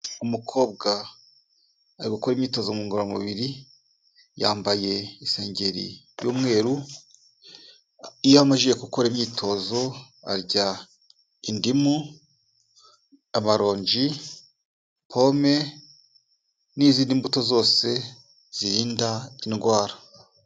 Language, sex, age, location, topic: Kinyarwanda, male, 36-49, Kigali, health